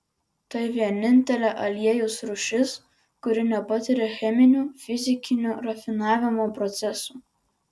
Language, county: Lithuanian, Vilnius